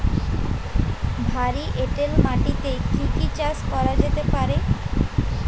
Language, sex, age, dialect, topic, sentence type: Bengali, female, 18-24, Jharkhandi, agriculture, question